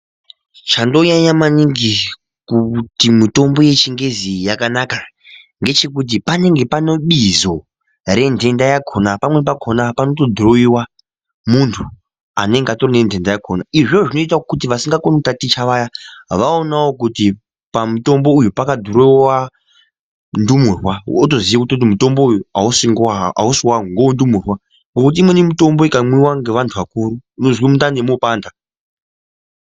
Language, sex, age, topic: Ndau, male, 18-24, health